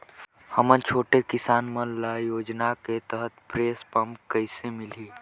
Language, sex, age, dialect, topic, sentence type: Chhattisgarhi, male, 18-24, Northern/Bhandar, agriculture, question